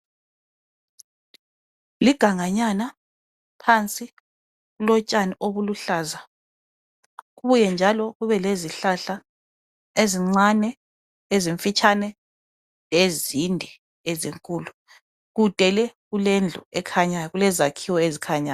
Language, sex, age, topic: North Ndebele, female, 25-35, health